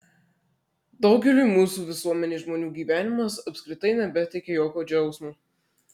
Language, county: Lithuanian, Marijampolė